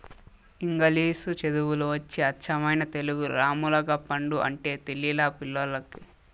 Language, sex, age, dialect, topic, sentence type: Telugu, male, 18-24, Southern, agriculture, statement